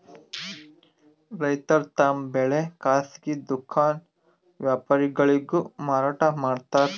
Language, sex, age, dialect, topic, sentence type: Kannada, male, 25-30, Northeastern, agriculture, statement